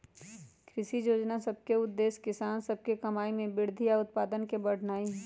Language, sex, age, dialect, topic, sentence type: Magahi, female, 31-35, Western, agriculture, statement